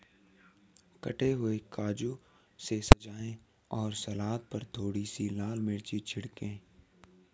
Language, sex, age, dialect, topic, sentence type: Hindi, female, 18-24, Hindustani Malvi Khadi Boli, agriculture, statement